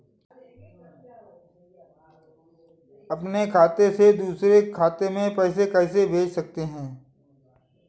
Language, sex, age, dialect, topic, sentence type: Hindi, male, 25-30, Awadhi Bundeli, banking, question